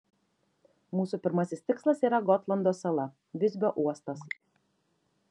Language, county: Lithuanian, Šiauliai